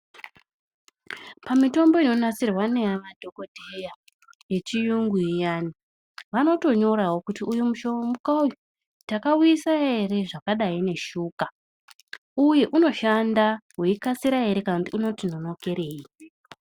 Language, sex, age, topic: Ndau, male, 25-35, health